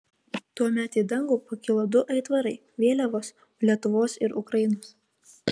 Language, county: Lithuanian, Kaunas